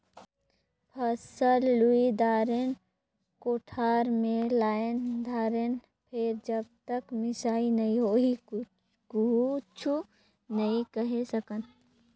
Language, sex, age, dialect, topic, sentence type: Chhattisgarhi, male, 56-60, Northern/Bhandar, agriculture, statement